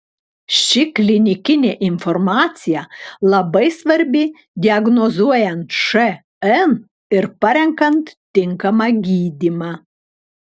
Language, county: Lithuanian, Klaipėda